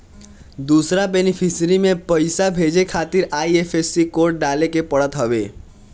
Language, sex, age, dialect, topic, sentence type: Bhojpuri, male, <18, Northern, banking, statement